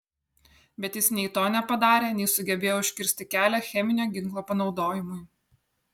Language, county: Lithuanian, Kaunas